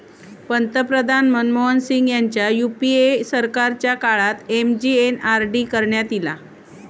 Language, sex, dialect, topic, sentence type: Marathi, female, Southern Konkan, banking, statement